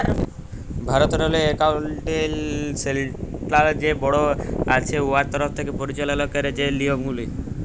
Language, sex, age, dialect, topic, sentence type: Bengali, female, 18-24, Jharkhandi, banking, statement